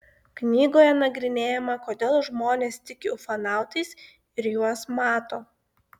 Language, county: Lithuanian, Klaipėda